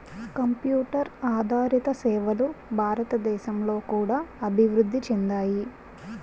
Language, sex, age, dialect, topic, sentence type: Telugu, female, 41-45, Utterandhra, banking, statement